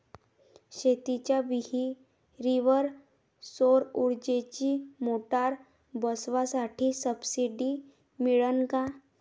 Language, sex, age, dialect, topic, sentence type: Marathi, female, 18-24, Varhadi, agriculture, question